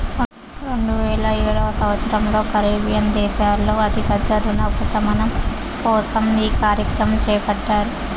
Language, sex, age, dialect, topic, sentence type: Telugu, female, 18-24, Southern, banking, statement